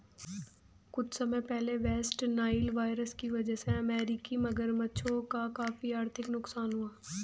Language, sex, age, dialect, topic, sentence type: Hindi, female, 18-24, Hindustani Malvi Khadi Boli, agriculture, statement